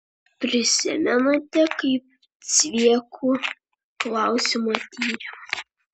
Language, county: Lithuanian, Vilnius